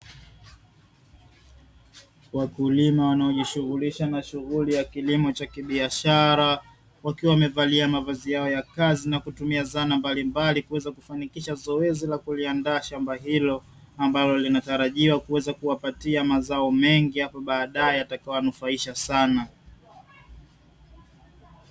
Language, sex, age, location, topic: Swahili, male, 25-35, Dar es Salaam, agriculture